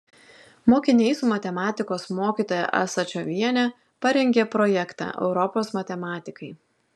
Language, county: Lithuanian, Klaipėda